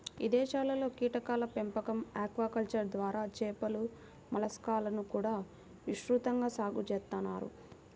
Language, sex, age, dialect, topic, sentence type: Telugu, female, 18-24, Central/Coastal, agriculture, statement